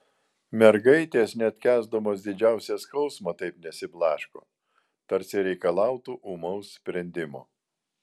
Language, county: Lithuanian, Vilnius